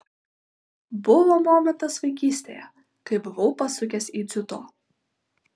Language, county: Lithuanian, Vilnius